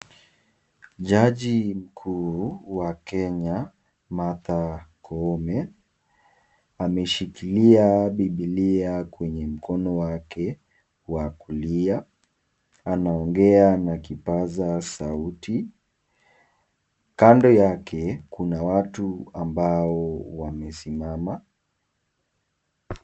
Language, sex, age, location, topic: Swahili, male, 25-35, Nakuru, government